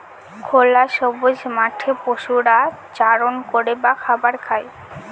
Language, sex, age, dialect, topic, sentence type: Bengali, female, 18-24, Northern/Varendri, agriculture, statement